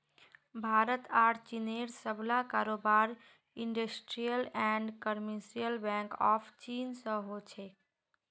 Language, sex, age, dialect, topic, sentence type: Magahi, female, 25-30, Northeastern/Surjapuri, banking, statement